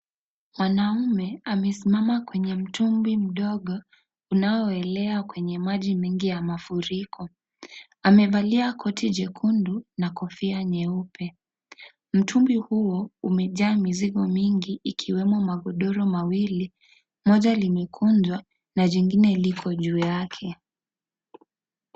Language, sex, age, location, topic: Swahili, female, 25-35, Kisii, health